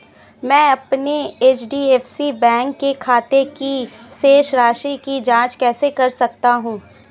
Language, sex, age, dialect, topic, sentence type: Hindi, female, 25-30, Awadhi Bundeli, banking, question